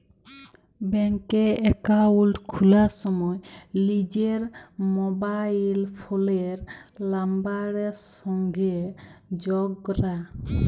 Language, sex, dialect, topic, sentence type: Bengali, female, Jharkhandi, banking, statement